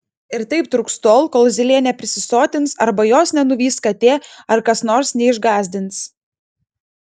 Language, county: Lithuanian, Klaipėda